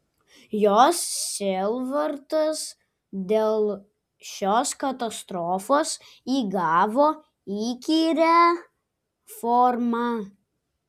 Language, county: Lithuanian, Klaipėda